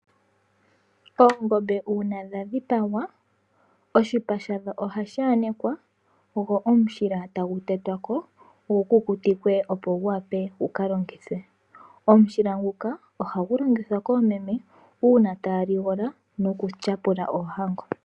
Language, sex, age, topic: Oshiwambo, female, 25-35, agriculture